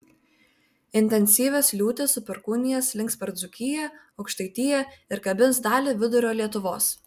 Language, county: Lithuanian, Vilnius